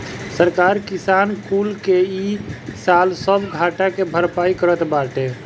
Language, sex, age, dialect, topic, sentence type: Bhojpuri, male, 25-30, Northern, agriculture, statement